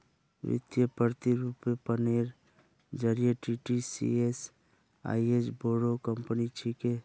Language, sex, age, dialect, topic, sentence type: Magahi, male, 25-30, Northeastern/Surjapuri, banking, statement